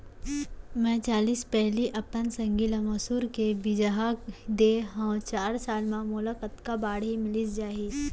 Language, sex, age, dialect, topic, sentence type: Chhattisgarhi, female, 56-60, Central, agriculture, question